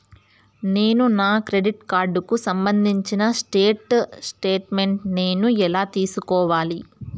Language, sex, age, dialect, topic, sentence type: Telugu, female, 18-24, Southern, banking, question